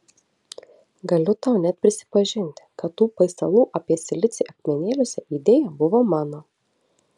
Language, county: Lithuanian, Telšiai